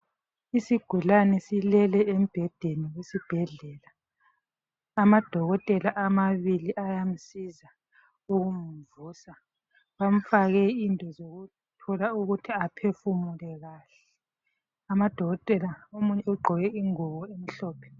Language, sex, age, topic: North Ndebele, female, 36-49, health